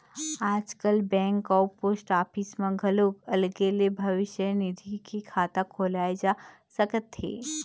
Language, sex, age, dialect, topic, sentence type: Chhattisgarhi, female, 18-24, Eastern, banking, statement